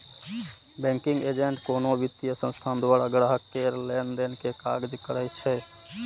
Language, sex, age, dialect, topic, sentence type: Maithili, male, 18-24, Eastern / Thethi, banking, statement